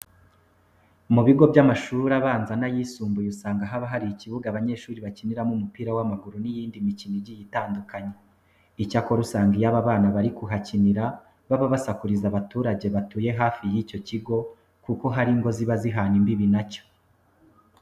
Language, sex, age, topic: Kinyarwanda, male, 25-35, education